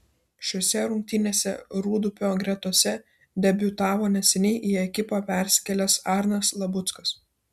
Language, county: Lithuanian, Vilnius